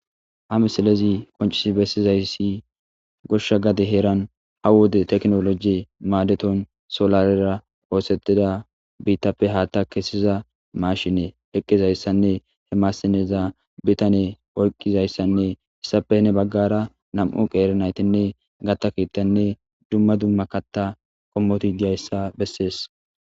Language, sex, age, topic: Gamo, male, 18-24, agriculture